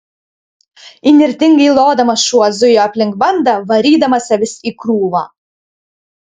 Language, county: Lithuanian, Kaunas